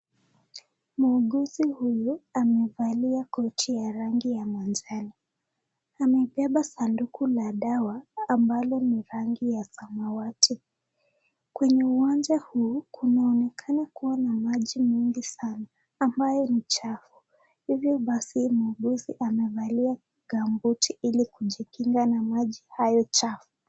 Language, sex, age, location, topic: Swahili, female, 18-24, Nakuru, health